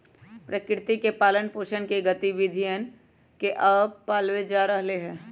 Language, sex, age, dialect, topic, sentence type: Magahi, female, 25-30, Western, agriculture, statement